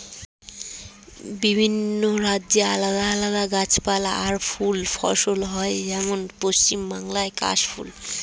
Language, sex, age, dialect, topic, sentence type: Bengali, female, 36-40, Standard Colloquial, agriculture, statement